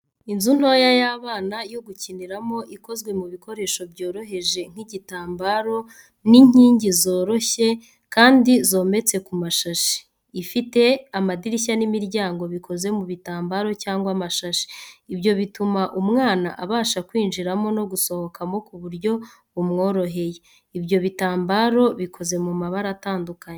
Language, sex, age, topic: Kinyarwanda, female, 25-35, education